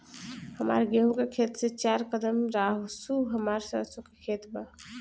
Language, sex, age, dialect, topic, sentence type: Bhojpuri, female, 18-24, Southern / Standard, agriculture, question